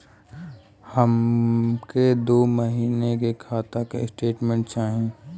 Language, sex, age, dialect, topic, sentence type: Bhojpuri, male, 18-24, Western, banking, question